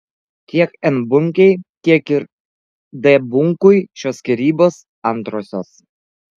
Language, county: Lithuanian, Alytus